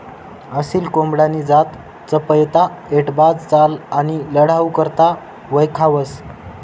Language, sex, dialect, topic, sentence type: Marathi, male, Northern Konkan, agriculture, statement